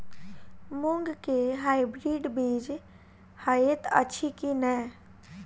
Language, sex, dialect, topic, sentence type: Maithili, female, Southern/Standard, agriculture, question